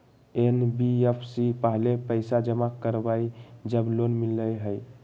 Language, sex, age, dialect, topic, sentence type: Magahi, male, 18-24, Western, banking, question